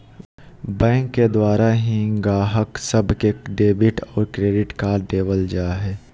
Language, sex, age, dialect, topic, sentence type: Magahi, male, 18-24, Southern, banking, statement